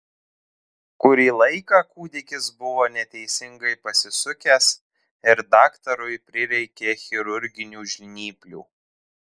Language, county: Lithuanian, Telšiai